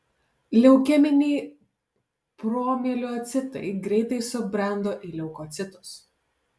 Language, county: Lithuanian, Alytus